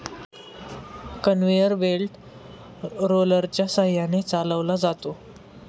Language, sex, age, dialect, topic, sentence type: Marathi, male, 18-24, Standard Marathi, agriculture, statement